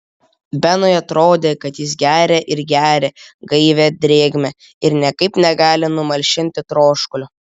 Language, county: Lithuanian, Vilnius